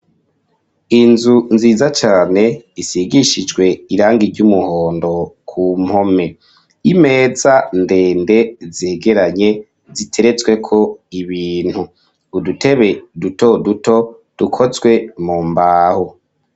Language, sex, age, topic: Rundi, male, 25-35, education